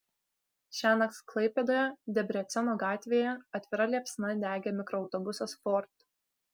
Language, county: Lithuanian, Kaunas